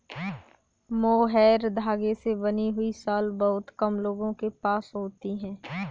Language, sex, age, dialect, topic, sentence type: Hindi, female, 18-24, Kanauji Braj Bhasha, agriculture, statement